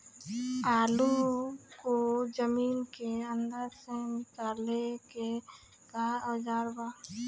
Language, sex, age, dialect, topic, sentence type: Bhojpuri, female, 25-30, Southern / Standard, agriculture, question